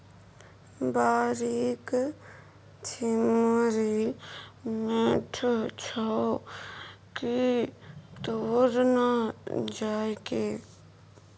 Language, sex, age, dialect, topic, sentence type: Maithili, female, 60-100, Bajjika, agriculture, statement